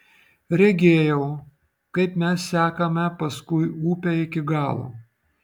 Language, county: Lithuanian, Vilnius